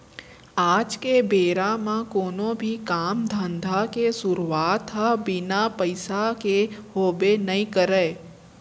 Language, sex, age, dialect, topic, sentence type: Chhattisgarhi, female, 18-24, Central, banking, statement